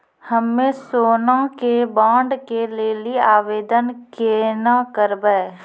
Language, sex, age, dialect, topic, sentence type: Maithili, female, 31-35, Angika, banking, question